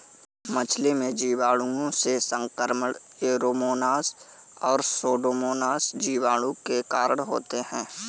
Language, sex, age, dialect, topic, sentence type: Hindi, male, 18-24, Marwari Dhudhari, agriculture, statement